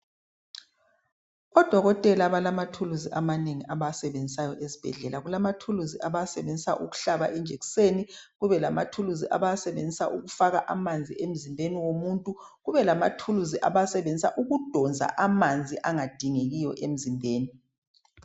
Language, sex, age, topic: North Ndebele, male, 36-49, health